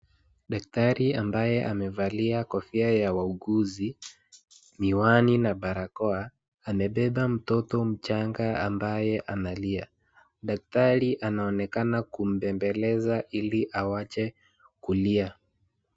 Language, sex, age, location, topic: Swahili, male, 18-24, Wajir, health